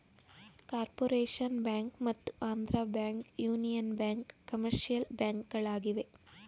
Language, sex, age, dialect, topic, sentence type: Kannada, female, 18-24, Mysore Kannada, banking, statement